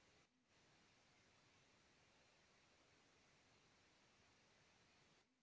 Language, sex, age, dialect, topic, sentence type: Bhojpuri, male, 18-24, Western, agriculture, statement